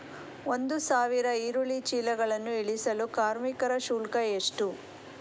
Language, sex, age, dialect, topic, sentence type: Kannada, female, 51-55, Mysore Kannada, agriculture, question